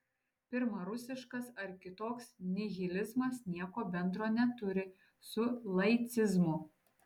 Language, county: Lithuanian, Šiauliai